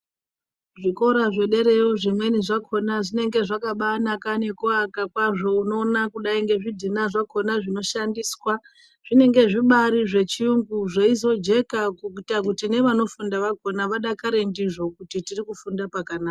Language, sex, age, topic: Ndau, male, 36-49, education